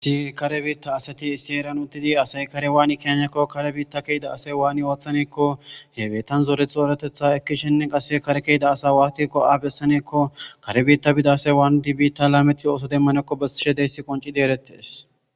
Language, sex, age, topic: Gamo, male, 25-35, government